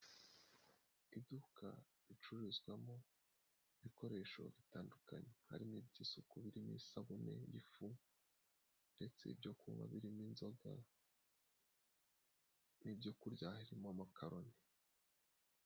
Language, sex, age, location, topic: Kinyarwanda, male, 18-24, Nyagatare, finance